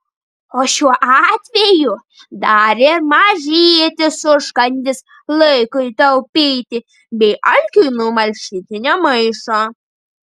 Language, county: Lithuanian, Šiauliai